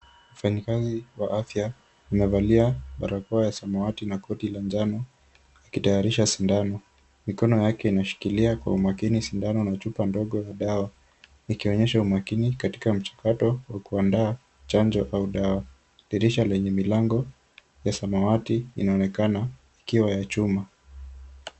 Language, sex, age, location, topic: Swahili, male, 18-24, Kisumu, health